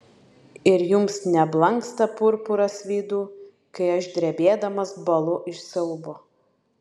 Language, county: Lithuanian, Vilnius